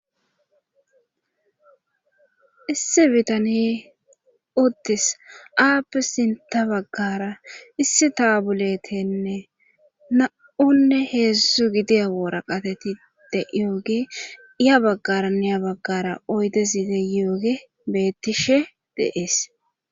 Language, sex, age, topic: Gamo, female, 25-35, government